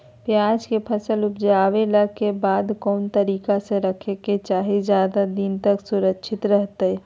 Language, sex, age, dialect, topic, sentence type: Magahi, female, 36-40, Southern, agriculture, question